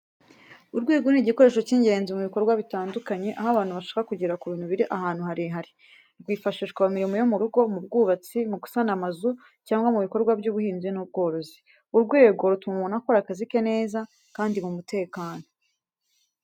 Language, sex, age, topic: Kinyarwanda, female, 18-24, education